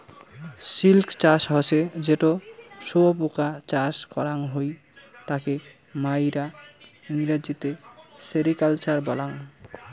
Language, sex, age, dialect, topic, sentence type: Bengali, male, 18-24, Rajbangshi, agriculture, statement